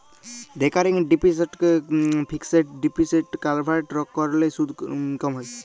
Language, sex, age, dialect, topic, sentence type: Bengali, male, 18-24, Jharkhandi, banking, statement